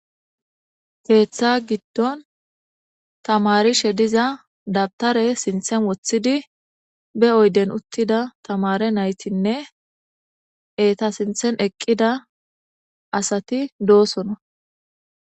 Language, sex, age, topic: Gamo, female, 18-24, government